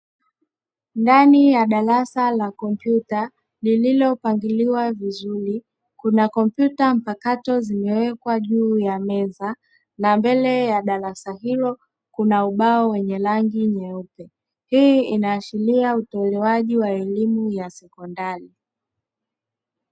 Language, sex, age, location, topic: Swahili, female, 25-35, Dar es Salaam, education